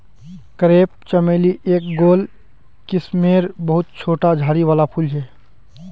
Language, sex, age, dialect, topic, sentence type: Magahi, male, 18-24, Northeastern/Surjapuri, agriculture, statement